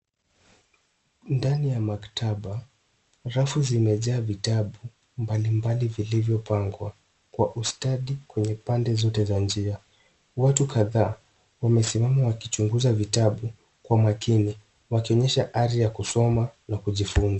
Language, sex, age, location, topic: Swahili, male, 18-24, Nairobi, education